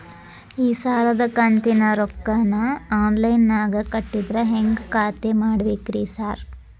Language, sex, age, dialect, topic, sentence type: Kannada, female, 18-24, Dharwad Kannada, banking, question